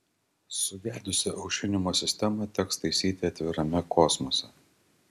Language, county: Lithuanian, Tauragė